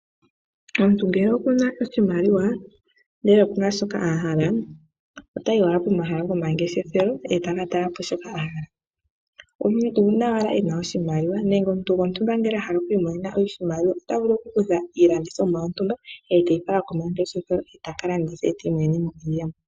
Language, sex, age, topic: Oshiwambo, female, 18-24, finance